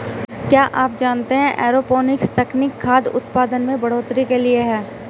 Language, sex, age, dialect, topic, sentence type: Hindi, female, 25-30, Hindustani Malvi Khadi Boli, agriculture, statement